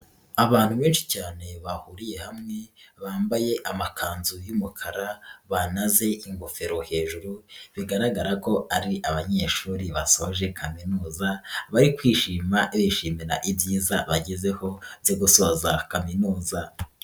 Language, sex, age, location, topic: Kinyarwanda, female, 36-49, Nyagatare, education